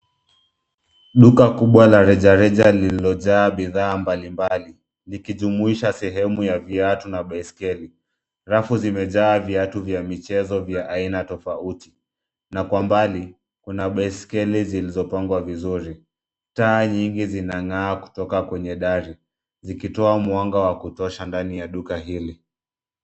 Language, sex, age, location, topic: Swahili, male, 25-35, Nairobi, finance